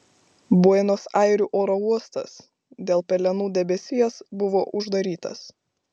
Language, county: Lithuanian, Šiauliai